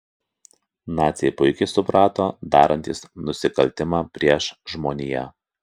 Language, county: Lithuanian, Kaunas